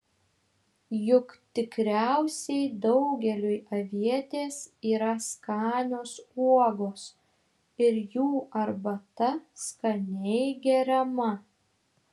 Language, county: Lithuanian, Šiauliai